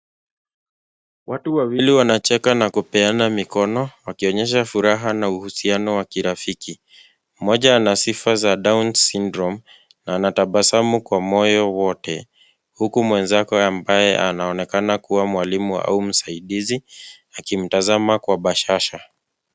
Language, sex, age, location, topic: Swahili, male, 25-35, Nairobi, education